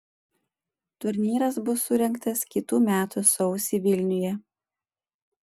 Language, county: Lithuanian, Panevėžys